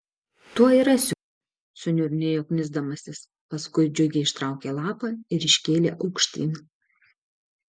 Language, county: Lithuanian, Šiauliai